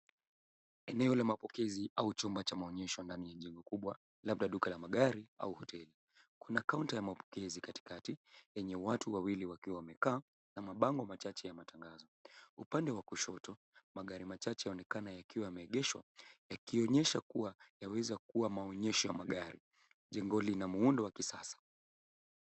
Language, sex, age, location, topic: Swahili, male, 18-24, Nairobi, finance